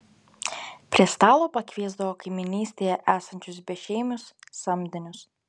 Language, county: Lithuanian, Telšiai